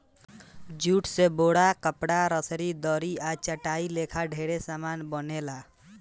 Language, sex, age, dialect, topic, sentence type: Bhojpuri, male, 18-24, Southern / Standard, agriculture, statement